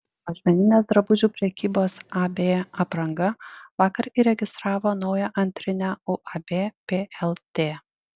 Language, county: Lithuanian, Panevėžys